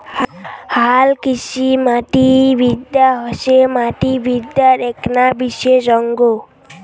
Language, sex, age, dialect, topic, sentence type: Bengali, female, <18, Rajbangshi, agriculture, statement